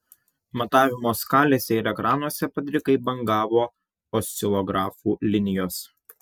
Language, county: Lithuanian, Vilnius